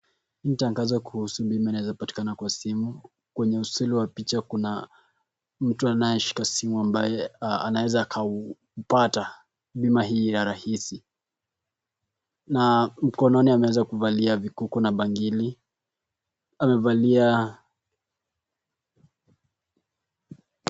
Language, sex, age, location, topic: Swahili, male, 18-24, Kisii, finance